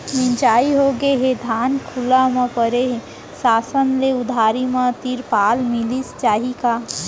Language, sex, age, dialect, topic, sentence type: Chhattisgarhi, male, 60-100, Central, agriculture, question